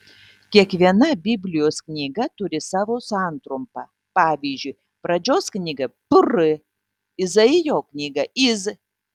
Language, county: Lithuanian, Tauragė